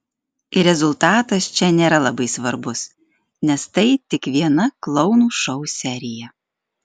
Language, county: Lithuanian, Alytus